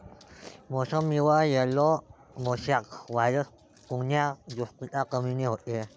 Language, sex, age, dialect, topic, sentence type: Marathi, male, 18-24, Varhadi, agriculture, question